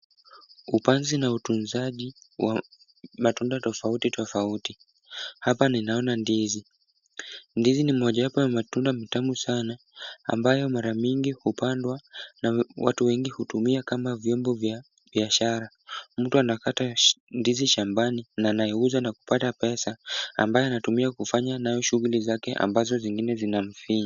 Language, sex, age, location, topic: Swahili, male, 18-24, Kisumu, agriculture